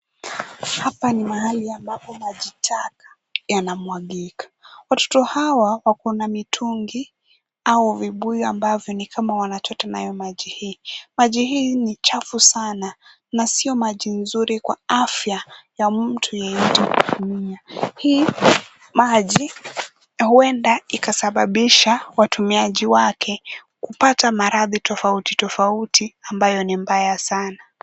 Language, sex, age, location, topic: Swahili, female, 18-24, Kisumu, health